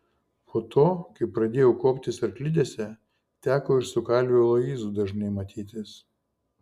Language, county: Lithuanian, Šiauliai